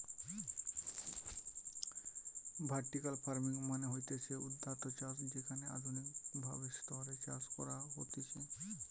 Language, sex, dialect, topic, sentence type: Bengali, male, Western, agriculture, statement